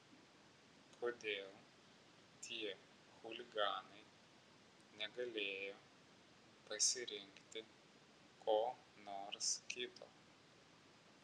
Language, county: Lithuanian, Vilnius